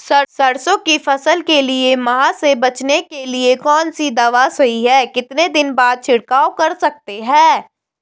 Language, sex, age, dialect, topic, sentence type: Hindi, female, 18-24, Garhwali, agriculture, question